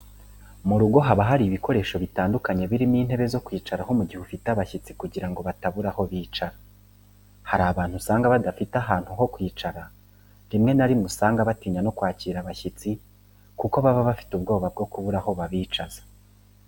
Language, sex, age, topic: Kinyarwanda, male, 25-35, education